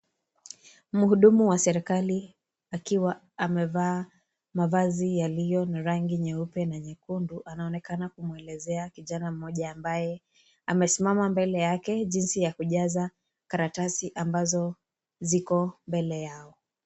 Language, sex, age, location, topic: Swahili, female, 18-24, Kisii, government